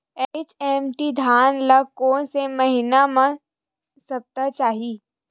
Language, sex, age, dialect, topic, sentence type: Chhattisgarhi, female, 25-30, Western/Budati/Khatahi, agriculture, question